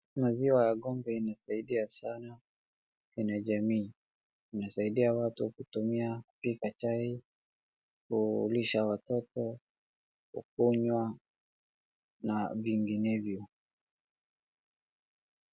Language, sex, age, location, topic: Swahili, male, 25-35, Wajir, agriculture